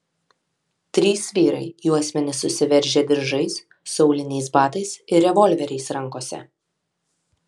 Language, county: Lithuanian, Alytus